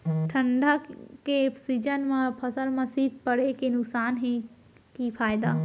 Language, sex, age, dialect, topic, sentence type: Chhattisgarhi, female, 60-100, Central, agriculture, question